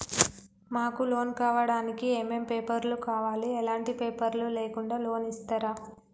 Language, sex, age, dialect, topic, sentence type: Telugu, female, 18-24, Telangana, banking, question